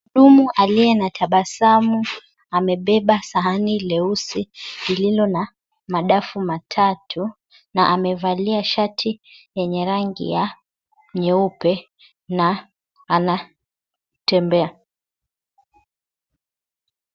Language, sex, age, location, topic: Swahili, female, 25-35, Mombasa, agriculture